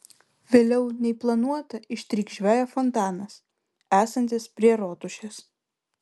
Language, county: Lithuanian, Vilnius